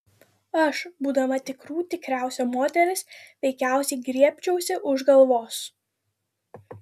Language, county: Lithuanian, Vilnius